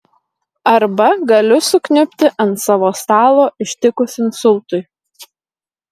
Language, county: Lithuanian, Marijampolė